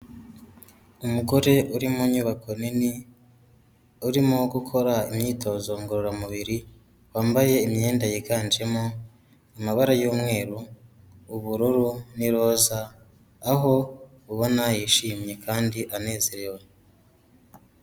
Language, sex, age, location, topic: Kinyarwanda, male, 25-35, Kigali, health